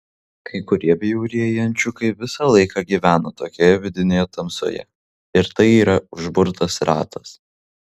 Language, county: Lithuanian, Vilnius